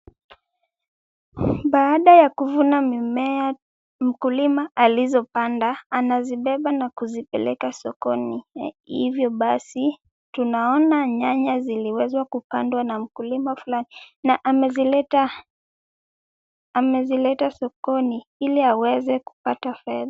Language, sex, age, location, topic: Swahili, female, 18-24, Kisumu, finance